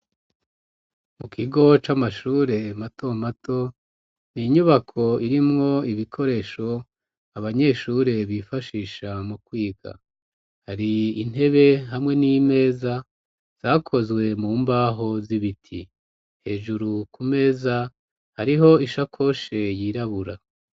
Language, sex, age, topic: Rundi, female, 36-49, education